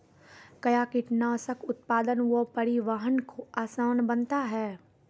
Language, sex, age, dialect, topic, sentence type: Maithili, female, 18-24, Angika, agriculture, question